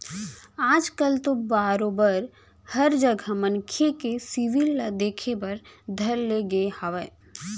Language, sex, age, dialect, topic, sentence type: Chhattisgarhi, female, 25-30, Central, banking, statement